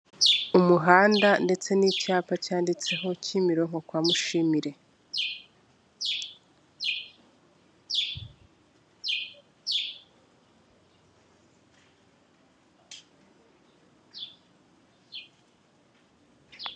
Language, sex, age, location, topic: Kinyarwanda, female, 25-35, Kigali, government